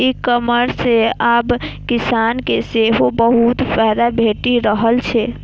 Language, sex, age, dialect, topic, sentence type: Maithili, female, 18-24, Eastern / Thethi, agriculture, statement